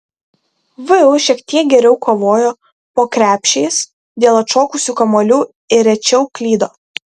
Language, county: Lithuanian, Kaunas